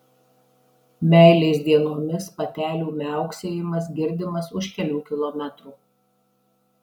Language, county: Lithuanian, Marijampolė